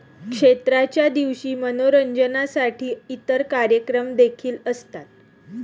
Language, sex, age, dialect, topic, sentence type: Marathi, female, 31-35, Standard Marathi, agriculture, statement